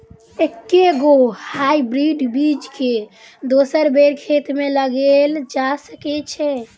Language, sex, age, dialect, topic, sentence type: Maithili, female, 18-24, Southern/Standard, agriculture, question